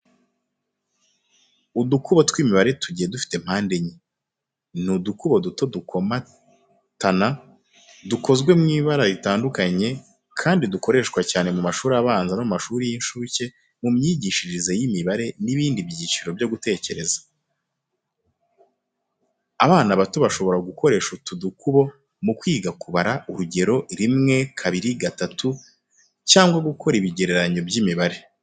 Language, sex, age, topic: Kinyarwanda, male, 25-35, education